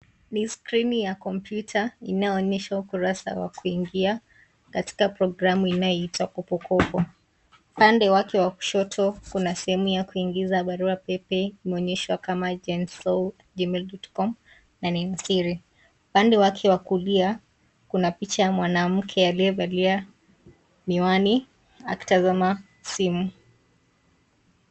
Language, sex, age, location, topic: Swahili, female, 18-24, Kisii, finance